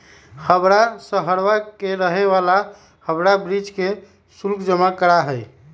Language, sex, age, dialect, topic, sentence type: Magahi, male, 51-55, Western, banking, statement